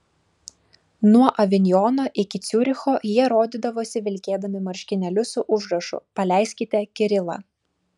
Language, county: Lithuanian, Klaipėda